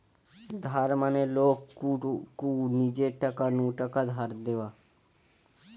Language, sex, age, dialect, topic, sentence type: Bengali, male, <18, Western, banking, statement